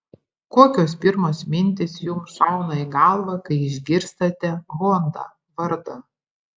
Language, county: Lithuanian, Panevėžys